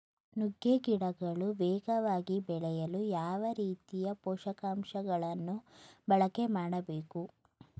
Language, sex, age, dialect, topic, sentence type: Kannada, female, 18-24, Mysore Kannada, agriculture, question